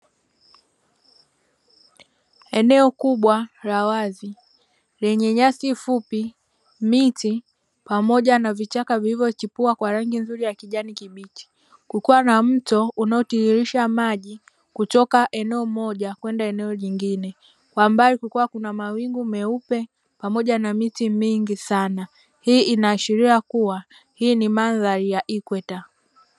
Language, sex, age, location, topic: Swahili, male, 25-35, Dar es Salaam, agriculture